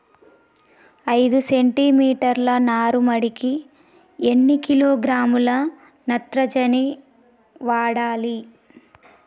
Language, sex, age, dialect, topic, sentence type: Telugu, female, 18-24, Telangana, agriculture, question